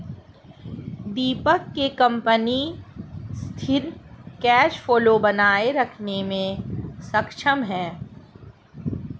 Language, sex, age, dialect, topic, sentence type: Hindi, female, 41-45, Marwari Dhudhari, banking, statement